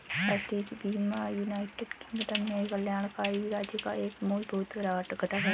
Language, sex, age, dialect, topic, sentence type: Hindi, female, 25-30, Marwari Dhudhari, banking, statement